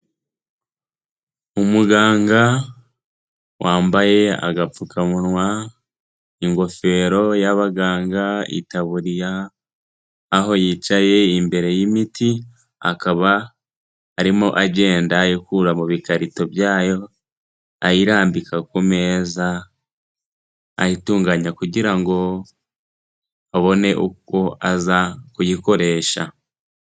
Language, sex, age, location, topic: Kinyarwanda, male, 18-24, Kigali, health